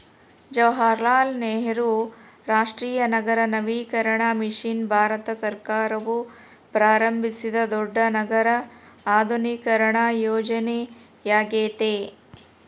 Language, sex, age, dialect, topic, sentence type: Kannada, female, 36-40, Central, banking, statement